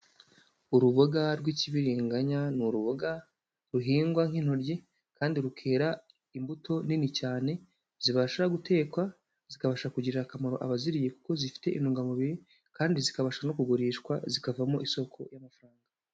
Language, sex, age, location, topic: Kinyarwanda, male, 18-24, Huye, agriculture